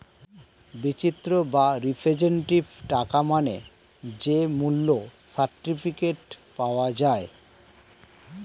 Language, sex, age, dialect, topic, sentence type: Bengali, male, 36-40, Standard Colloquial, banking, statement